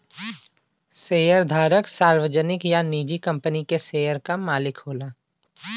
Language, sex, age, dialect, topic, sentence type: Bhojpuri, male, 25-30, Western, banking, statement